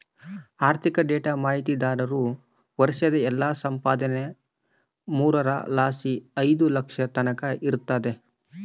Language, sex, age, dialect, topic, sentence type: Kannada, male, 25-30, Central, banking, statement